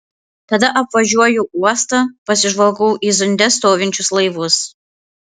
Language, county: Lithuanian, Panevėžys